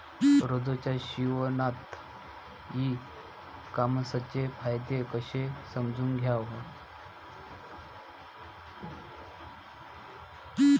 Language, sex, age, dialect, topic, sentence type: Marathi, male, 25-30, Varhadi, agriculture, question